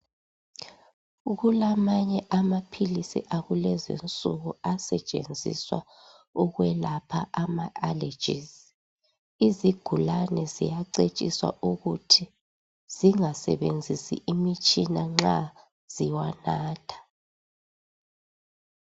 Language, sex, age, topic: North Ndebele, female, 36-49, health